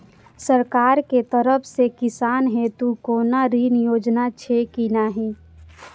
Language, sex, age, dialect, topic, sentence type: Maithili, female, 25-30, Eastern / Thethi, banking, question